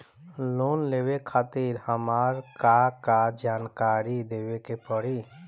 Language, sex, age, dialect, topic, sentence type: Bhojpuri, female, 25-30, Northern, banking, question